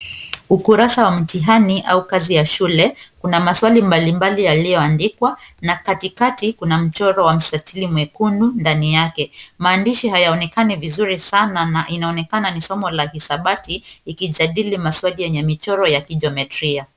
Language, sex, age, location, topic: Swahili, female, 25-35, Kisumu, education